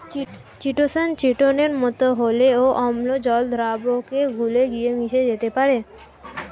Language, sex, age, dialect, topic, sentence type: Bengali, female, <18, Standard Colloquial, agriculture, statement